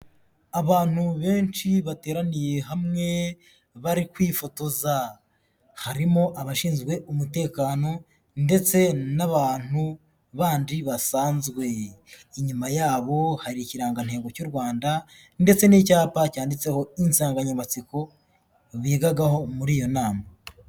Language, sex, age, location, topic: Kinyarwanda, male, 25-35, Kigali, health